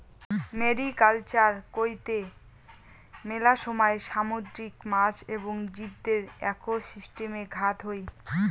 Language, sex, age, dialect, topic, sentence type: Bengali, female, 18-24, Rajbangshi, agriculture, statement